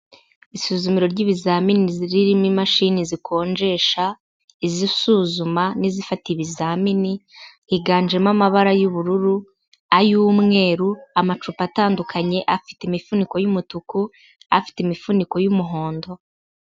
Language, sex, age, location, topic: Kinyarwanda, female, 18-24, Huye, education